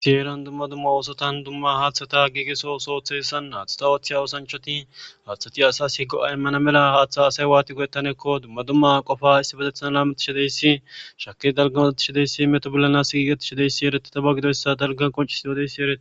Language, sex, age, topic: Gamo, male, 18-24, government